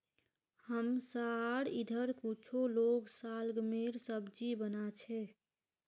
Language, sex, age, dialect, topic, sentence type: Magahi, female, 18-24, Northeastern/Surjapuri, agriculture, statement